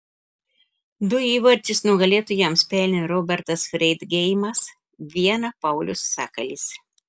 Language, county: Lithuanian, Telšiai